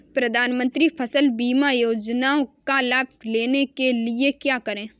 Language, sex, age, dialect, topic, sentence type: Hindi, female, 18-24, Kanauji Braj Bhasha, agriculture, question